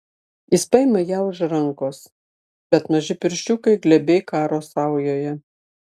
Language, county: Lithuanian, Klaipėda